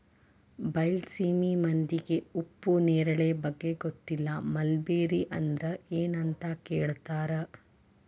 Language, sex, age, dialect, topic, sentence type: Kannada, female, 25-30, Dharwad Kannada, agriculture, statement